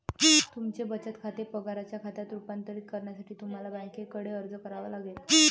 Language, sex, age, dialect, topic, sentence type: Marathi, female, 18-24, Varhadi, banking, statement